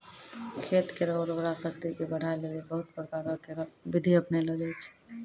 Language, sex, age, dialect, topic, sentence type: Maithili, female, 31-35, Angika, agriculture, statement